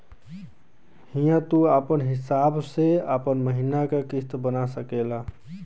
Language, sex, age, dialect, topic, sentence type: Bhojpuri, male, 25-30, Western, banking, statement